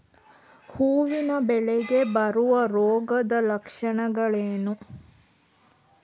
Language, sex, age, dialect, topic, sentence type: Kannada, female, 41-45, Coastal/Dakshin, agriculture, question